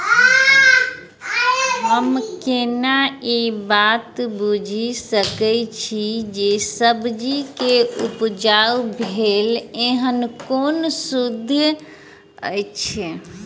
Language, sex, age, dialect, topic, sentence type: Maithili, female, 25-30, Southern/Standard, agriculture, question